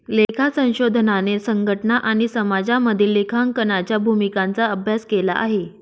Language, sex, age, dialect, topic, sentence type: Marathi, female, 31-35, Northern Konkan, banking, statement